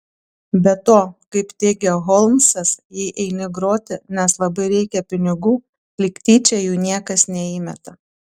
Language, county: Lithuanian, Panevėžys